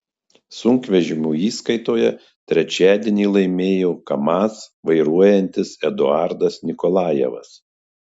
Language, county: Lithuanian, Marijampolė